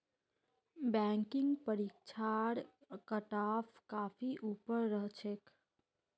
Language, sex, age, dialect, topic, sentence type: Magahi, female, 18-24, Northeastern/Surjapuri, banking, statement